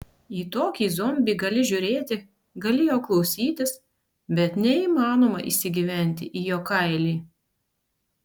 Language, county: Lithuanian, Panevėžys